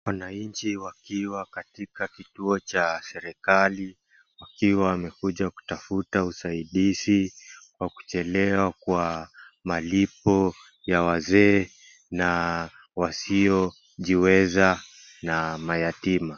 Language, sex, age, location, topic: Swahili, male, 25-35, Wajir, government